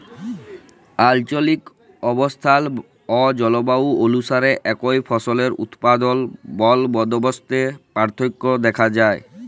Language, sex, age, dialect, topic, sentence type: Bengali, female, 36-40, Jharkhandi, agriculture, statement